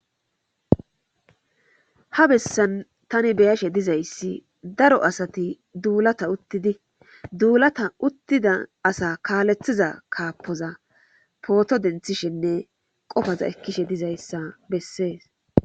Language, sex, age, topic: Gamo, female, 25-35, government